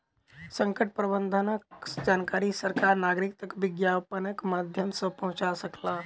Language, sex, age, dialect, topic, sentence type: Maithili, male, 18-24, Southern/Standard, agriculture, statement